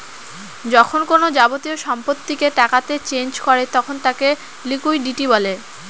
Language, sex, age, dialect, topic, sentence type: Bengali, female, <18, Northern/Varendri, banking, statement